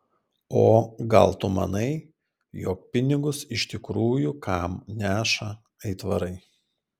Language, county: Lithuanian, Klaipėda